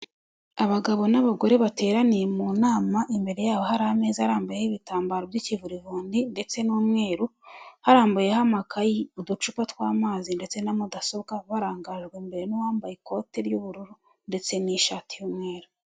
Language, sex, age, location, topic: Kinyarwanda, female, 25-35, Huye, government